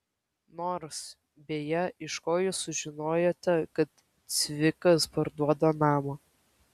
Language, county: Lithuanian, Kaunas